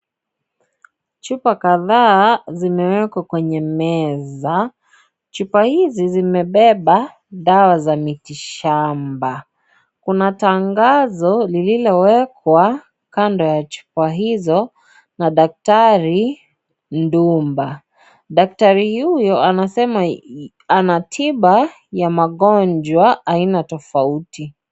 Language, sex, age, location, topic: Swahili, male, 25-35, Kisii, health